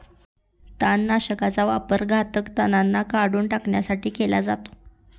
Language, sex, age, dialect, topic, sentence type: Marathi, female, 18-24, Northern Konkan, agriculture, statement